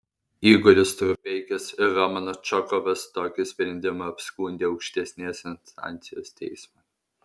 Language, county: Lithuanian, Alytus